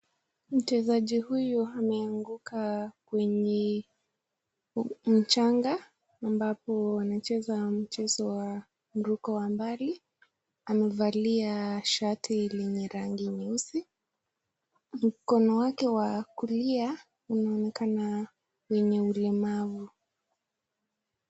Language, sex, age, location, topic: Swahili, female, 18-24, Nakuru, education